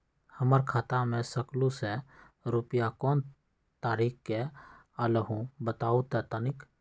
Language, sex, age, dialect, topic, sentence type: Magahi, male, 60-100, Western, banking, question